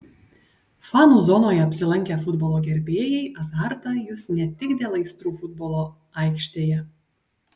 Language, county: Lithuanian, Panevėžys